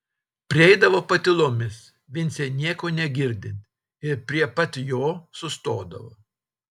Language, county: Lithuanian, Telšiai